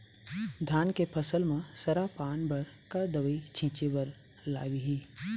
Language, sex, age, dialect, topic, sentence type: Chhattisgarhi, male, 18-24, Eastern, agriculture, question